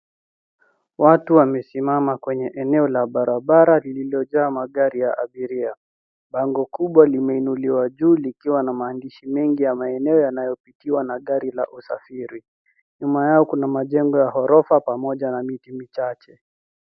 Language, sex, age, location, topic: Swahili, male, 50+, Nairobi, government